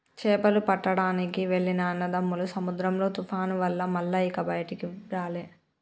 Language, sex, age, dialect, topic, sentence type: Telugu, male, 25-30, Telangana, agriculture, statement